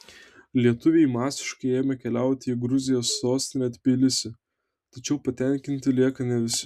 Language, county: Lithuanian, Telšiai